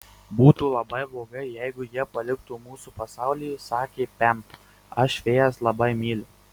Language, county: Lithuanian, Marijampolė